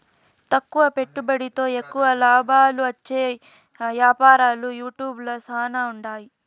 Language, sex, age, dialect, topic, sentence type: Telugu, female, 18-24, Southern, banking, statement